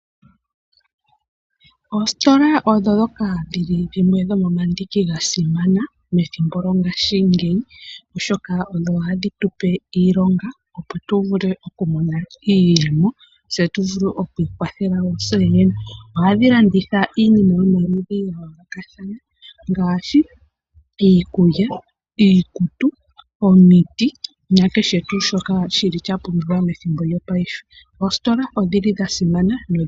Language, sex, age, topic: Oshiwambo, female, 25-35, finance